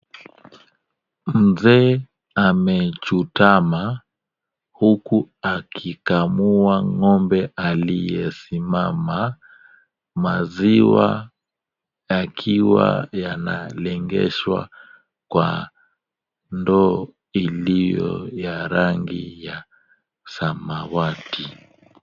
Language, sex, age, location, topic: Swahili, male, 36-49, Kisumu, agriculture